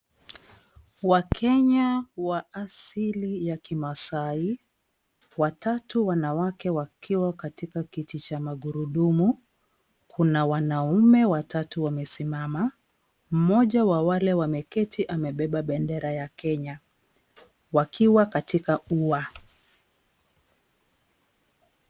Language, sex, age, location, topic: Swahili, female, 36-49, Kisii, education